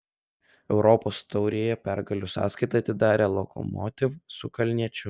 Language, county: Lithuanian, Telšiai